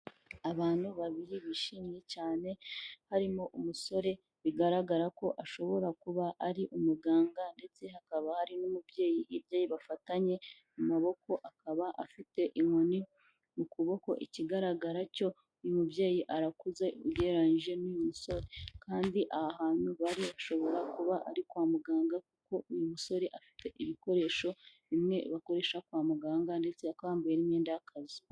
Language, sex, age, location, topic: Kinyarwanda, female, 18-24, Kigali, health